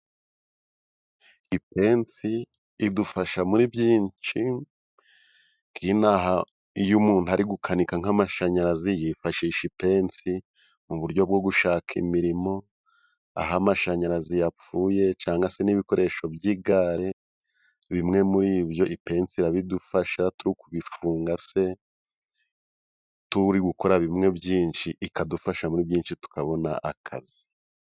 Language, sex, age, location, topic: Kinyarwanda, male, 25-35, Musanze, government